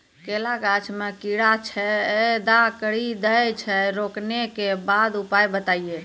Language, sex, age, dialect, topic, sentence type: Maithili, female, 18-24, Angika, agriculture, question